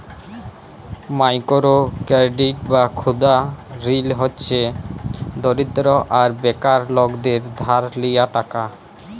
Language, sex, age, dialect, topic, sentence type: Bengali, male, 18-24, Jharkhandi, banking, statement